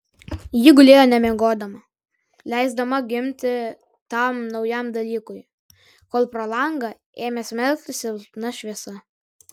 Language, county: Lithuanian, Kaunas